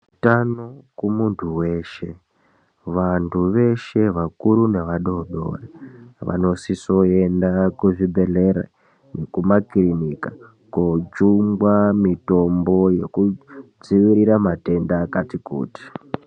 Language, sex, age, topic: Ndau, male, 18-24, health